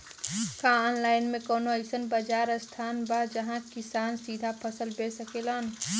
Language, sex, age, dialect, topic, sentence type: Bhojpuri, female, 18-24, Western, agriculture, statement